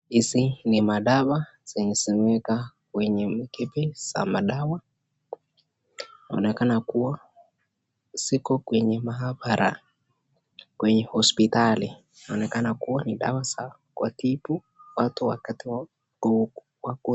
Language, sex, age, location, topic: Swahili, male, 18-24, Nakuru, health